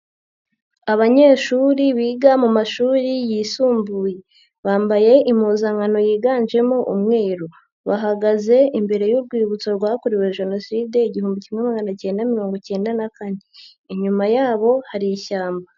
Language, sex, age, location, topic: Kinyarwanda, female, 50+, Nyagatare, education